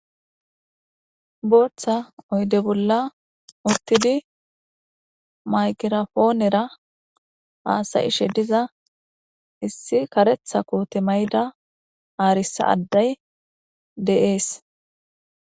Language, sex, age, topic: Gamo, female, 18-24, government